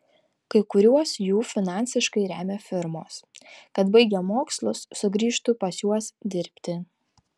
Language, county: Lithuanian, Tauragė